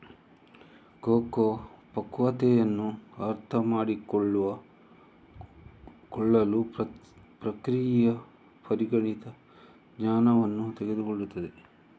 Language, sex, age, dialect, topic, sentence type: Kannada, male, 25-30, Coastal/Dakshin, agriculture, statement